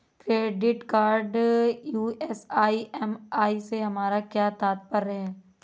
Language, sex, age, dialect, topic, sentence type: Hindi, female, 25-30, Awadhi Bundeli, banking, question